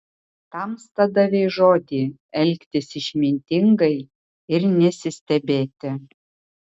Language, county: Lithuanian, Utena